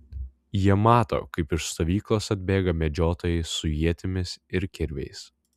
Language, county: Lithuanian, Vilnius